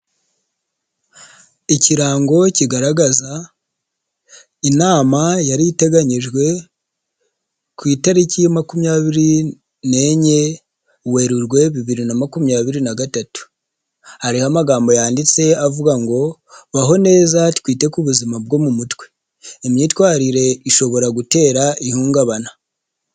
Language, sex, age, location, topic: Kinyarwanda, male, 25-35, Nyagatare, health